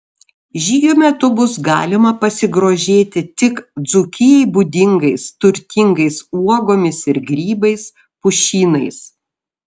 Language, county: Lithuanian, Šiauliai